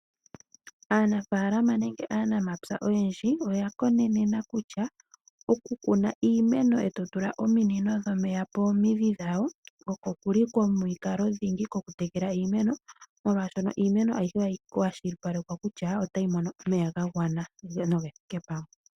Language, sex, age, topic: Oshiwambo, female, 18-24, agriculture